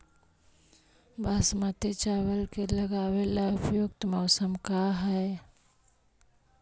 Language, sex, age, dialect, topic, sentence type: Magahi, male, 25-30, Central/Standard, agriculture, question